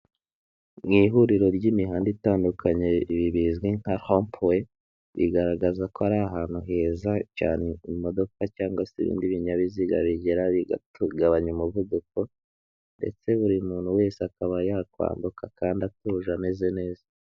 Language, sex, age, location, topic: Kinyarwanda, male, 18-24, Huye, government